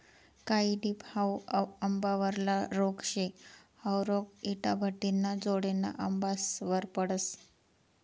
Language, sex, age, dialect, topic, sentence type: Marathi, female, 18-24, Northern Konkan, agriculture, statement